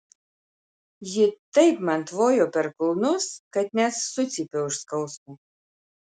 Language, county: Lithuanian, Marijampolė